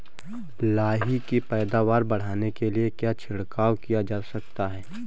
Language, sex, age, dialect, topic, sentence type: Hindi, male, 18-24, Awadhi Bundeli, agriculture, question